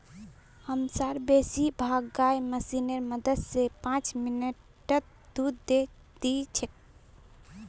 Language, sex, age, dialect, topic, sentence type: Magahi, female, 18-24, Northeastern/Surjapuri, agriculture, statement